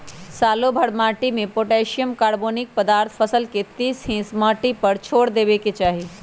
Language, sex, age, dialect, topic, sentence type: Magahi, female, 25-30, Western, agriculture, statement